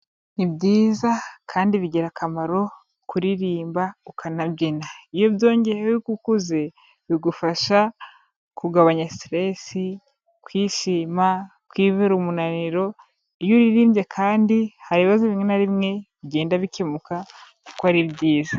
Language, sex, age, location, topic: Kinyarwanda, female, 25-35, Kigali, health